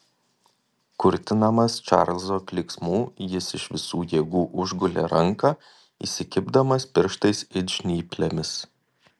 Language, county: Lithuanian, Kaunas